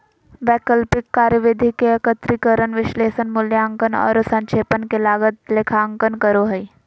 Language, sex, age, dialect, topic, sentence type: Magahi, female, 18-24, Southern, banking, statement